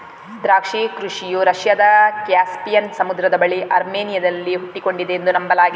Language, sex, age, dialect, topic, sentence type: Kannada, female, 36-40, Coastal/Dakshin, agriculture, statement